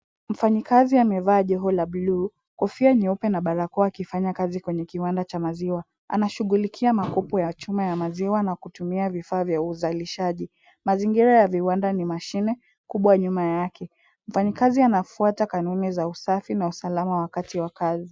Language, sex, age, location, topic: Swahili, female, 18-24, Kisumu, agriculture